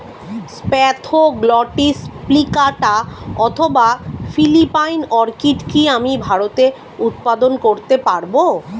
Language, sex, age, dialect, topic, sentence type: Bengali, female, 36-40, Standard Colloquial, agriculture, question